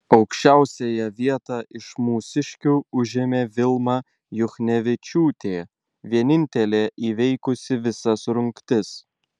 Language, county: Lithuanian, Vilnius